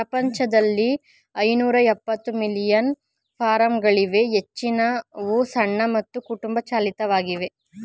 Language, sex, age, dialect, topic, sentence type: Kannada, male, 25-30, Mysore Kannada, agriculture, statement